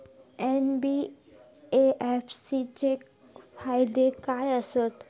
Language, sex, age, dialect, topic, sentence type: Marathi, female, 18-24, Southern Konkan, banking, question